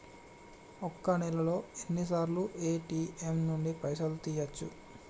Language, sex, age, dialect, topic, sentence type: Telugu, male, 25-30, Telangana, banking, question